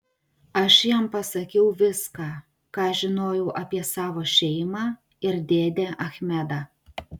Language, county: Lithuanian, Utena